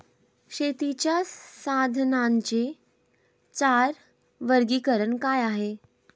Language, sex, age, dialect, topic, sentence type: Marathi, female, 18-24, Standard Marathi, agriculture, question